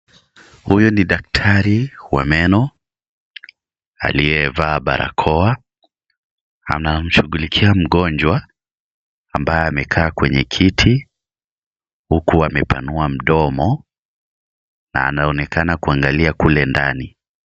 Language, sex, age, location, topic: Swahili, male, 18-24, Kisii, health